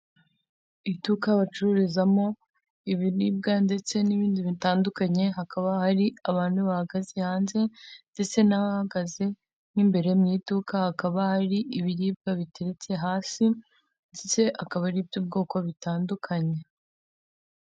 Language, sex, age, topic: Kinyarwanda, female, 18-24, finance